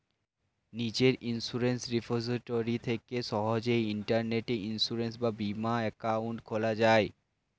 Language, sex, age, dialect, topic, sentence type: Bengali, male, 18-24, Standard Colloquial, banking, statement